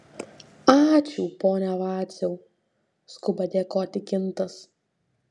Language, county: Lithuanian, Šiauliai